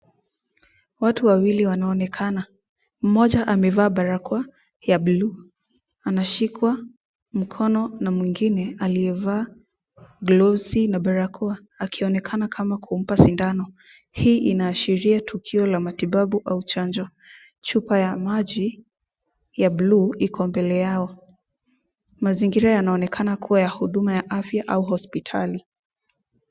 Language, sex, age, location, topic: Swahili, female, 18-24, Nakuru, health